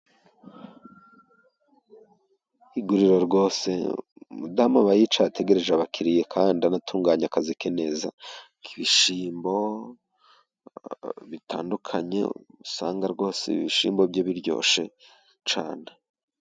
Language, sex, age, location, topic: Kinyarwanda, male, 36-49, Musanze, finance